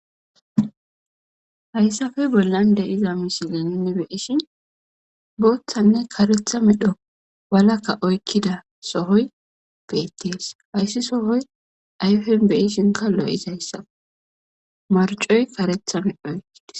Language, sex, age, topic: Gamo, female, 18-24, government